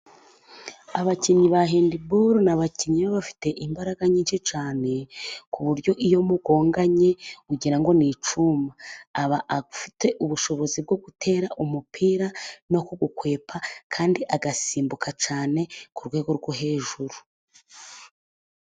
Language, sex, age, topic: Kinyarwanda, female, 25-35, government